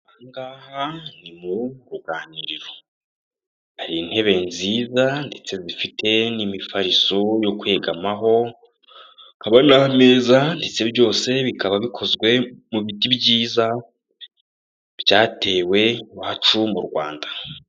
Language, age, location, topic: Kinyarwanda, 18-24, Kigali, finance